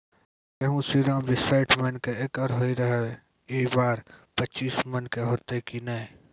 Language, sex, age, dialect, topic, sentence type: Maithili, male, 18-24, Angika, agriculture, question